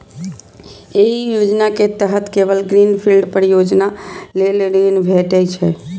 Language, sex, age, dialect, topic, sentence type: Maithili, female, 25-30, Eastern / Thethi, banking, statement